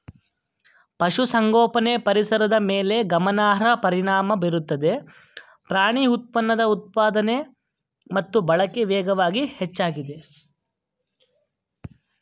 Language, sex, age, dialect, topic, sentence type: Kannada, male, 18-24, Mysore Kannada, agriculture, statement